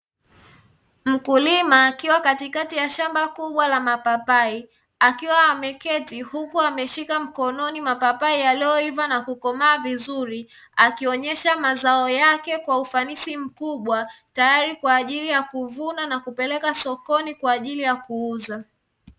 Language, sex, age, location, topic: Swahili, female, 25-35, Dar es Salaam, agriculture